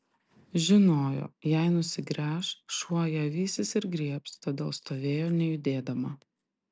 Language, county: Lithuanian, Panevėžys